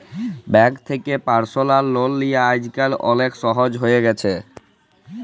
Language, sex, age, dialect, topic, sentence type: Bengali, female, 36-40, Jharkhandi, banking, statement